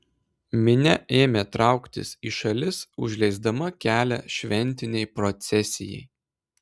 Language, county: Lithuanian, Klaipėda